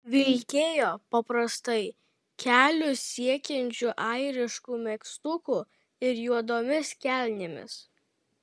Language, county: Lithuanian, Kaunas